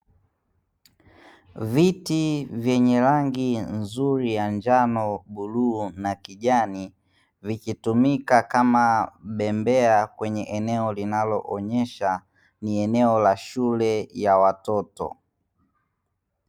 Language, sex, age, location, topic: Swahili, male, 18-24, Dar es Salaam, education